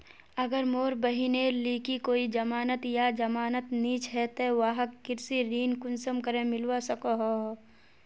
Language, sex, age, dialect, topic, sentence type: Magahi, male, 18-24, Northeastern/Surjapuri, agriculture, statement